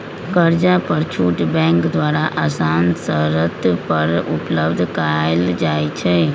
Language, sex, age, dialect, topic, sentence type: Magahi, female, 25-30, Western, banking, statement